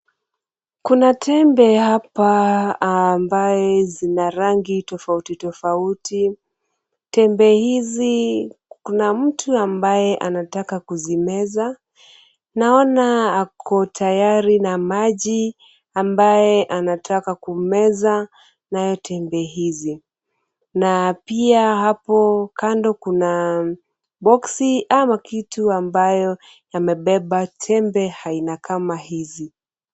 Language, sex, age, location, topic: Swahili, female, 25-35, Kisumu, health